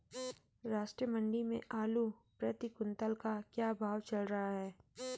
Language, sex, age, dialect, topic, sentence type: Hindi, female, 18-24, Garhwali, agriculture, question